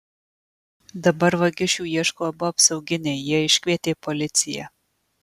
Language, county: Lithuanian, Marijampolė